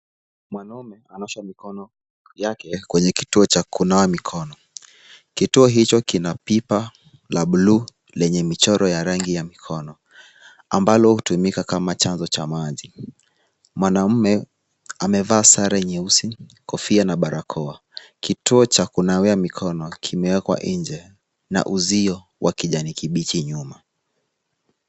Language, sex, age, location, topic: Swahili, male, 18-24, Kisumu, health